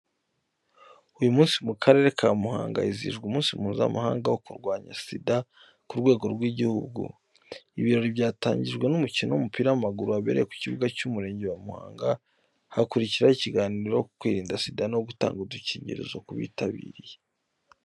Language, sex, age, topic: Kinyarwanda, male, 25-35, education